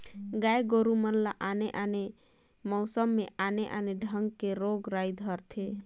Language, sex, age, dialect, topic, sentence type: Chhattisgarhi, female, 18-24, Northern/Bhandar, agriculture, statement